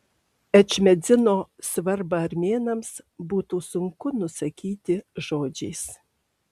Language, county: Lithuanian, Alytus